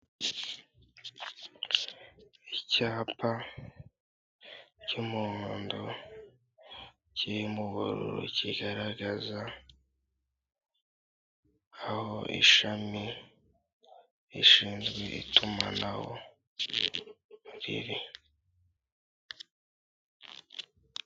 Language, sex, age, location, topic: Kinyarwanda, male, 18-24, Kigali, finance